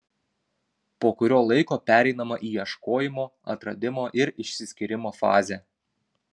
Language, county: Lithuanian, Kaunas